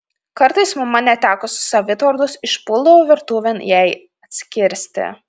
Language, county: Lithuanian, Panevėžys